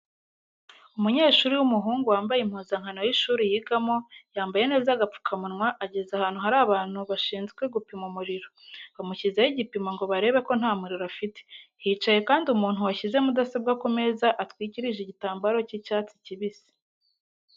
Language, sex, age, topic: Kinyarwanda, female, 18-24, education